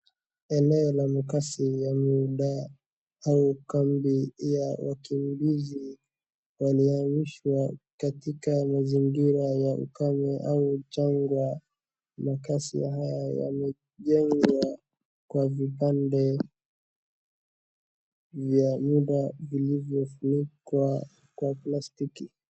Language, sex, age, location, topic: Swahili, male, 18-24, Wajir, health